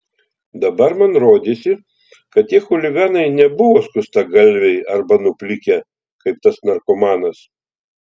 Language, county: Lithuanian, Telšiai